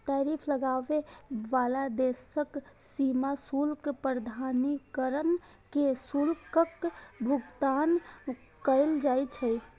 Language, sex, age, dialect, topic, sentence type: Maithili, female, 18-24, Eastern / Thethi, banking, statement